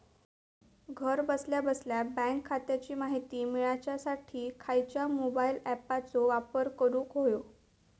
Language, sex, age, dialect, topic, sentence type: Marathi, female, 18-24, Southern Konkan, banking, question